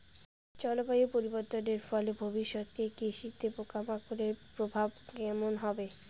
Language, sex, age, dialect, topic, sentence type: Bengali, female, 18-24, Rajbangshi, agriculture, question